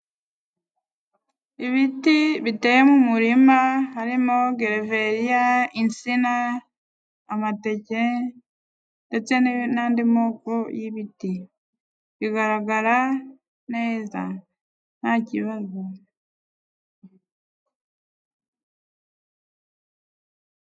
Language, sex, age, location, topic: Kinyarwanda, female, 25-35, Musanze, health